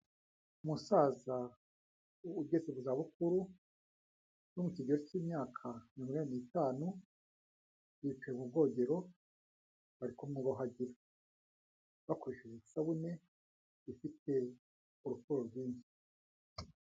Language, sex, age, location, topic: Kinyarwanda, male, 36-49, Kigali, health